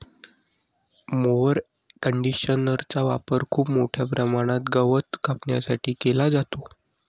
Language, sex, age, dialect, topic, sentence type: Marathi, male, 18-24, Varhadi, agriculture, statement